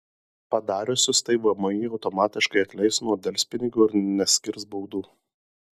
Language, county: Lithuanian, Marijampolė